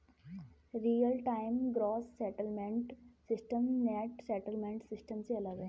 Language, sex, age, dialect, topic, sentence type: Hindi, female, 18-24, Kanauji Braj Bhasha, banking, statement